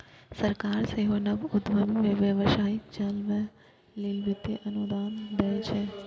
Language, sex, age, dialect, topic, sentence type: Maithili, female, 18-24, Eastern / Thethi, banking, statement